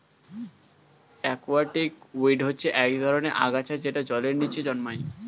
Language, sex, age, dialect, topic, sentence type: Bengali, male, 18-24, Standard Colloquial, agriculture, statement